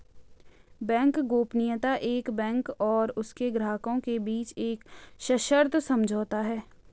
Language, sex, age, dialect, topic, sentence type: Hindi, female, 18-24, Garhwali, banking, statement